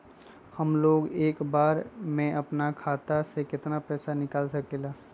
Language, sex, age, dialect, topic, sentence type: Magahi, male, 25-30, Western, banking, question